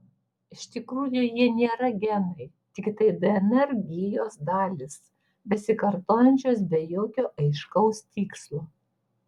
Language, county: Lithuanian, Vilnius